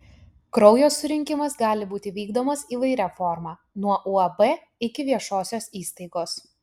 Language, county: Lithuanian, Utena